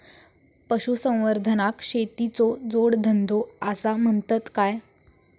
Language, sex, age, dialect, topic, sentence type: Marathi, female, 18-24, Southern Konkan, agriculture, question